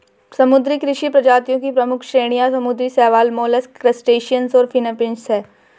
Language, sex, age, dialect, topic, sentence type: Hindi, female, 18-24, Marwari Dhudhari, agriculture, statement